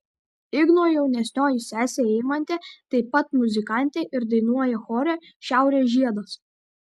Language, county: Lithuanian, Kaunas